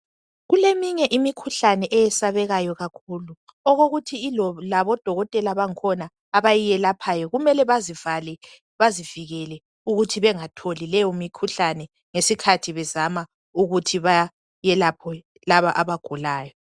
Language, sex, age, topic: North Ndebele, female, 25-35, health